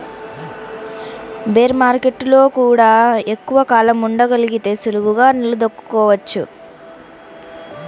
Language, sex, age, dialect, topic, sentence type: Telugu, female, 25-30, Central/Coastal, banking, statement